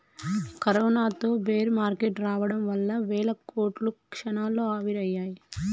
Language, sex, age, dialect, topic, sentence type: Telugu, female, 31-35, Telangana, banking, statement